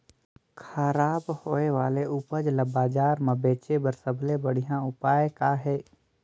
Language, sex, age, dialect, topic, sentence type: Chhattisgarhi, male, 18-24, Northern/Bhandar, agriculture, statement